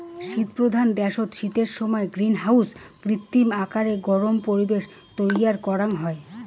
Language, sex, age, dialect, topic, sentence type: Bengali, female, 25-30, Rajbangshi, agriculture, statement